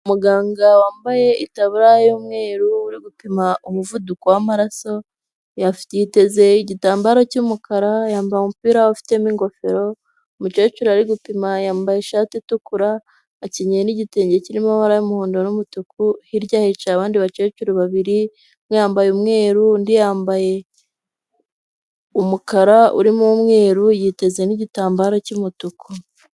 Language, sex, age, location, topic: Kinyarwanda, female, 25-35, Huye, health